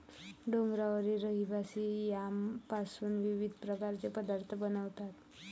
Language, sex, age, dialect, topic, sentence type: Marathi, male, 18-24, Varhadi, agriculture, statement